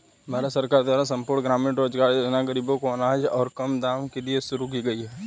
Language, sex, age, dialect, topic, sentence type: Hindi, male, 18-24, Hindustani Malvi Khadi Boli, banking, statement